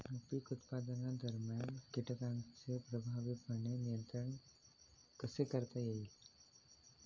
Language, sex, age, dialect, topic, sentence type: Marathi, male, 18-24, Standard Marathi, agriculture, question